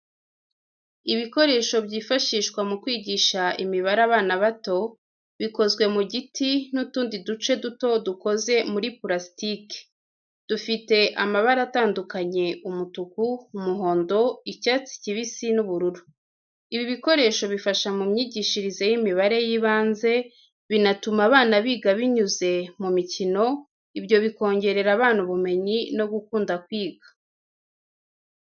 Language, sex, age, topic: Kinyarwanda, female, 25-35, education